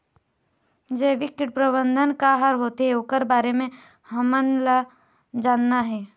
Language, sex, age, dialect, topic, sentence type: Chhattisgarhi, female, 18-24, Eastern, agriculture, question